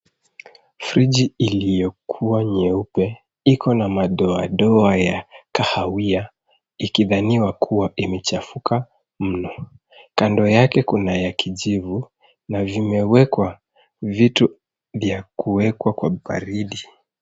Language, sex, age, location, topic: Swahili, male, 25-35, Nairobi, health